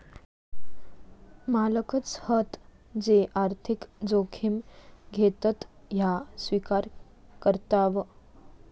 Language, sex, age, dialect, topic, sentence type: Marathi, female, 18-24, Southern Konkan, banking, statement